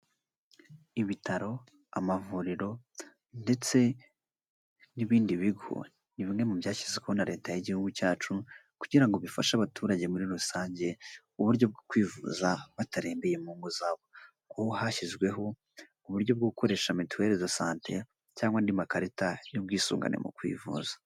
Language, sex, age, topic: Kinyarwanda, male, 18-24, government